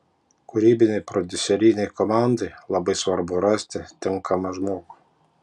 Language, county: Lithuanian, Panevėžys